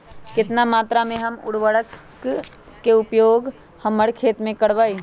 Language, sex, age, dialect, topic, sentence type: Magahi, male, 31-35, Western, agriculture, question